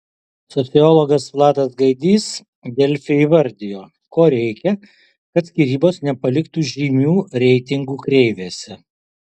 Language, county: Lithuanian, Alytus